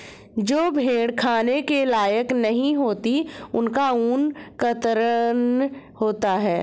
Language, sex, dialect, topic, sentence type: Hindi, female, Marwari Dhudhari, agriculture, statement